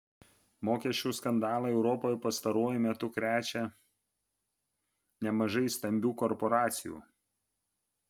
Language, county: Lithuanian, Vilnius